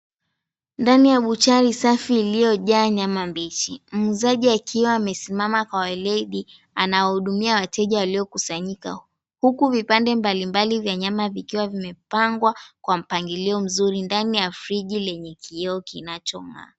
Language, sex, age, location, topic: Swahili, female, 18-24, Mombasa, finance